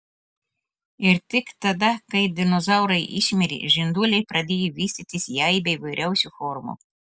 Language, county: Lithuanian, Telšiai